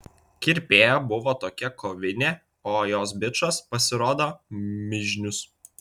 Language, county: Lithuanian, Vilnius